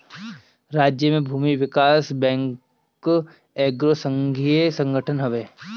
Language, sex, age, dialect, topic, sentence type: Bhojpuri, male, 25-30, Northern, banking, statement